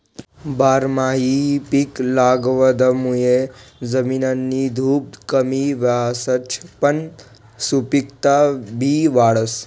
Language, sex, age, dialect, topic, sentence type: Marathi, male, 25-30, Northern Konkan, agriculture, statement